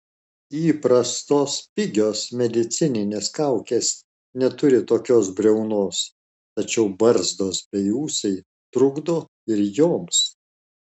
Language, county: Lithuanian, Alytus